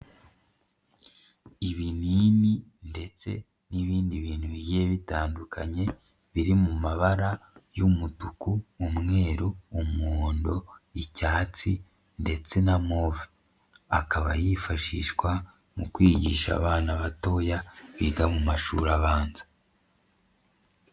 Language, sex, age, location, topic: Kinyarwanda, male, 50+, Nyagatare, education